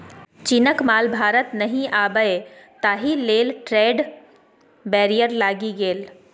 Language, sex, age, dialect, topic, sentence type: Maithili, female, 18-24, Bajjika, banking, statement